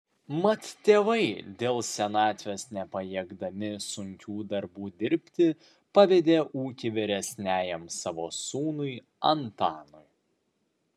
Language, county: Lithuanian, Vilnius